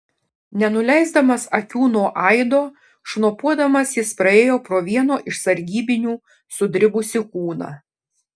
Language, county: Lithuanian, Šiauliai